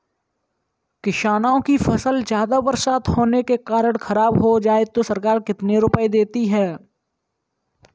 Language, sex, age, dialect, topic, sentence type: Hindi, male, 18-24, Kanauji Braj Bhasha, agriculture, question